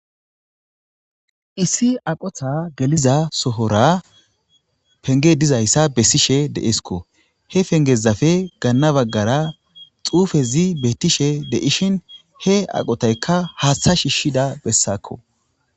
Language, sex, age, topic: Gamo, male, 18-24, government